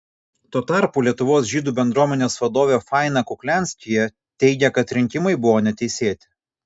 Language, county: Lithuanian, Kaunas